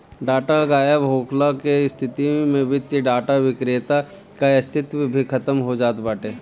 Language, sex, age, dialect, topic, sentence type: Bhojpuri, male, 36-40, Northern, banking, statement